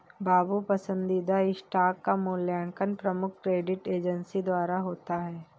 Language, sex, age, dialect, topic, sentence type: Hindi, female, 41-45, Awadhi Bundeli, banking, statement